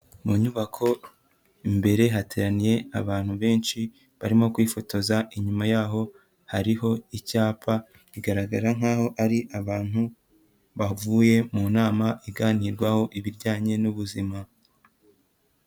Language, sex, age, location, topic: Kinyarwanda, female, 25-35, Huye, health